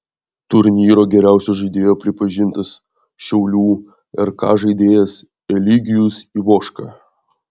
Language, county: Lithuanian, Vilnius